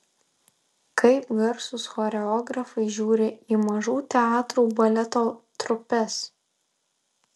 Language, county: Lithuanian, Alytus